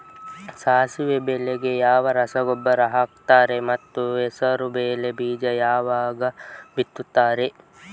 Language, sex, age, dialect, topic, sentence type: Kannada, male, 25-30, Coastal/Dakshin, agriculture, question